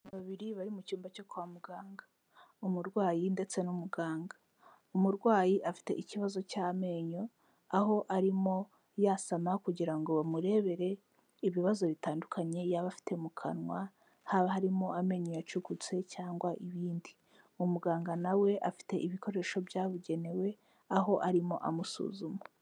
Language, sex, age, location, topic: Kinyarwanda, female, 18-24, Kigali, health